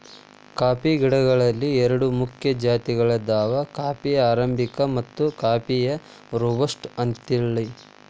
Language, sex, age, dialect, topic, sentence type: Kannada, male, 18-24, Dharwad Kannada, agriculture, statement